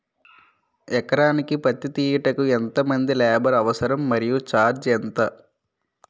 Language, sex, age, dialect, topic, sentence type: Telugu, male, 18-24, Utterandhra, agriculture, question